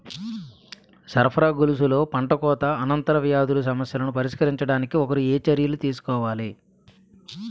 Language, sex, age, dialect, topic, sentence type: Telugu, male, 31-35, Utterandhra, agriculture, question